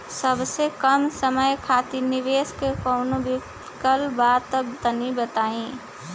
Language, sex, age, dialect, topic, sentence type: Bhojpuri, female, 51-55, Southern / Standard, banking, question